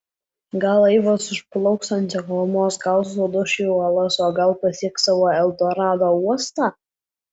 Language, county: Lithuanian, Alytus